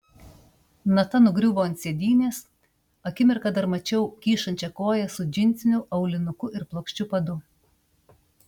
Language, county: Lithuanian, Panevėžys